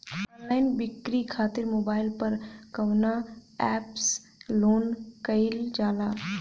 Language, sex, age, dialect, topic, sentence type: Bhojpuri, female, 25-30, Western, agriculture, question